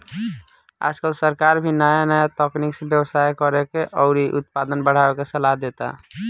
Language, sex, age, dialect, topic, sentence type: Bhojpuri, male, 18-24, Southern / Standard, agriculture, statement